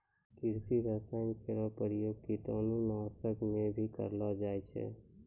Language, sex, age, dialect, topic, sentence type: Maithili, male, 25-30, Angika, agriculture, statement